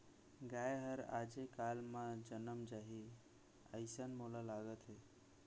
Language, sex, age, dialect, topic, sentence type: Chhattisgarhi, male, 56-60, Central, agriculture, statement